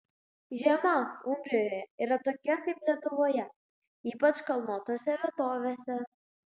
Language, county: Lithuanian, Klaipėda